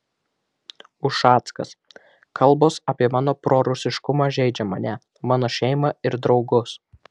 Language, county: Lithuanian, Vilnius